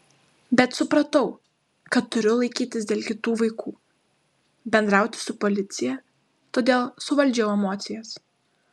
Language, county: Lithuanian, Klaipėda